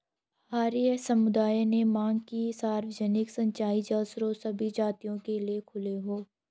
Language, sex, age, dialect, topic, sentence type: Hindi, female, 18-24, Garhwali, agriculture, statement